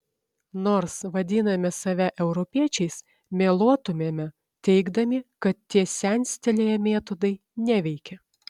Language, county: Lithuanian, Šiauliai